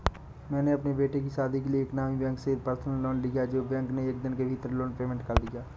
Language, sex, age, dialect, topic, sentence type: Hindi, male, 18-24, Awadhi Bundeli, banking, statement